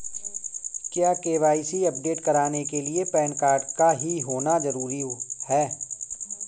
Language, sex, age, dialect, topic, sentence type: Hindi, male, 41-45, Kanauji Braj Bhasha, banking, statement